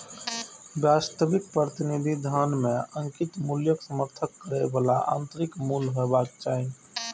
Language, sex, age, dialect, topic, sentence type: Maithili, male, 18-24, Eastern / Thethi, banking, statement